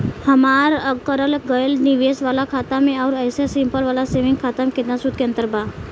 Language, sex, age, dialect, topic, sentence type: Bhojpuri, female, 18-24, Southern / Standard, banking, question